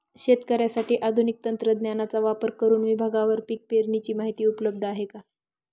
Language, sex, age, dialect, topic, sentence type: Marathi, female, 41-45, Northern Konkan, agriculture, question